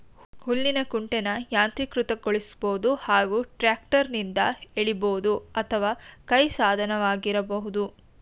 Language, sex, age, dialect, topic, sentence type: Kannada, female, 18-24, Mysore Kannada, agriculture, statement